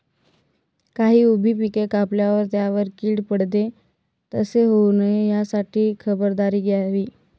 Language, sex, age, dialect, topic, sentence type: Marathi, female, 18-24, Northern Konkan, agriculture, question